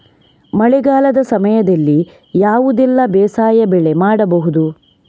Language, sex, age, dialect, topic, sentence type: Kannada, female, 18-24, Coastal/Dakshin, agriculture, question